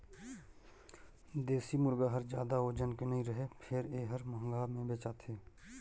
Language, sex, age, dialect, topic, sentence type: Chhattisgarhi, male, 31-35, Northern/Bhandar, agriculture, statement